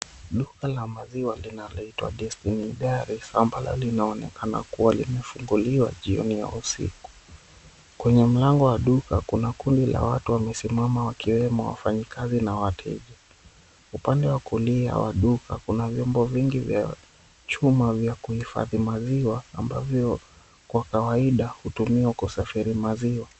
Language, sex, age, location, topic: Swahili, male, 25-35, Mombasa, finance